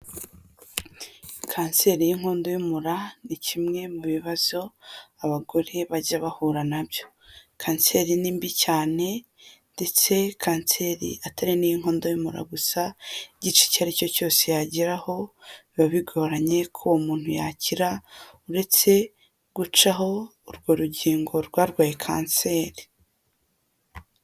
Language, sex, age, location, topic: Kinyarwanda, female, 25-35, Huye, health